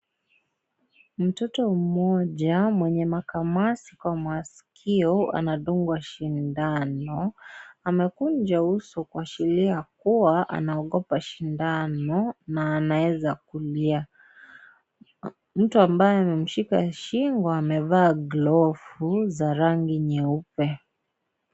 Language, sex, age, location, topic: Swahili, male, 25-35, Kisii, health